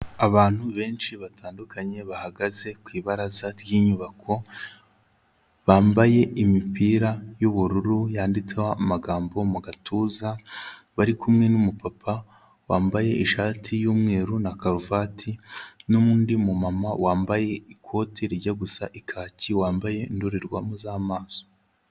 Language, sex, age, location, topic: Kinyarwanda, male, 18-24, Kigali, health